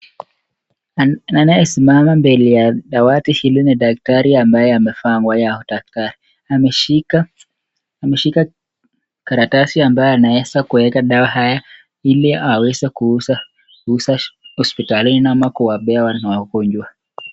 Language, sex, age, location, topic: Swahili, male, 18-24, Nakuru, health